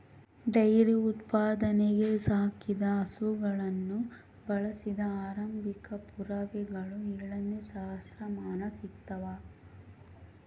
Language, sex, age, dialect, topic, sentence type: Kannada, female, 18-24, Central, agriculture, statement